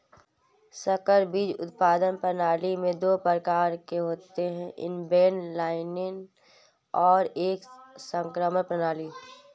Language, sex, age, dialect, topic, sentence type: Hindi, female, 18-24, Marwari Dhudhari, agriculture, statement